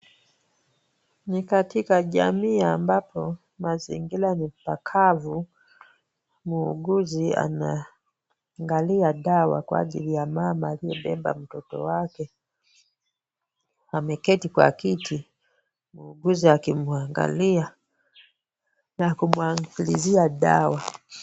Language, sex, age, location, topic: Swahili, female, 25-35, Kisumu, health